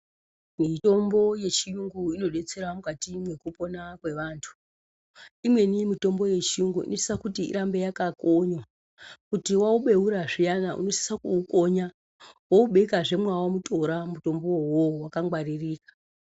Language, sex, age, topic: Ndau, male, 36-49, health